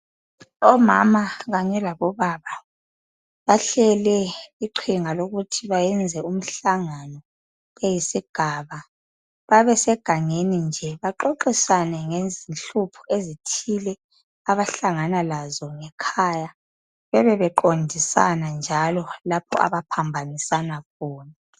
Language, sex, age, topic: North Ndebele, female, 25-35, health